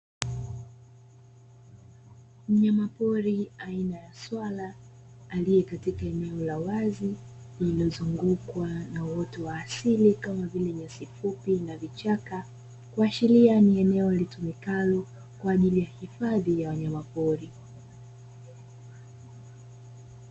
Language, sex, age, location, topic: Swahili, female, 25-35, Dar es Salaam, agriculture